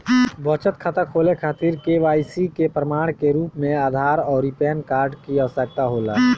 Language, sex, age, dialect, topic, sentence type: Bhojpuri, male, 18-24, Northern, banking, statement